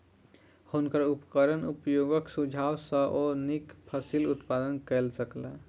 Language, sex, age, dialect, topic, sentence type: Maithili, female, 60-100, Southern/Standard, agriculture, statement